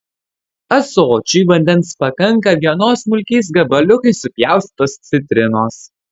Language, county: Lithuanian, Kaunas